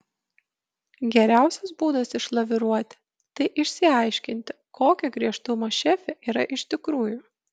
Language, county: Lithuanian, Kaunas